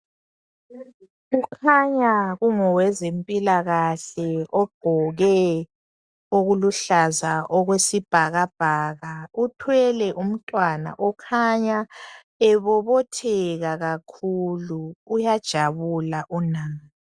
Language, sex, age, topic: North Ndebele, male, 25-35, health